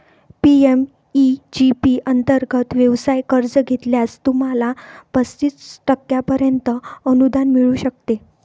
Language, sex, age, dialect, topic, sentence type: Marathi, female, 56-60, Northern Konkan, banking, statement